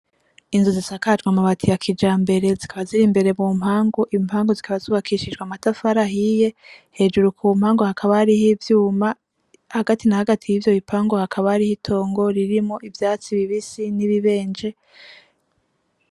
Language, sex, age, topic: Rundi, female, 25-35, agriculture